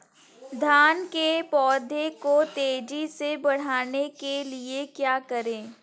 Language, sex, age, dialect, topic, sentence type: Hindi, female, 18-24, Kanauji Braj Bhasha, agriculture, question